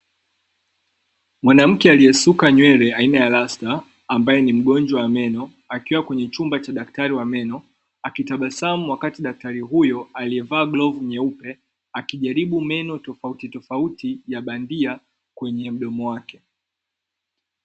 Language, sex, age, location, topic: Swahili, male, 25-35, Dar es Salaam, health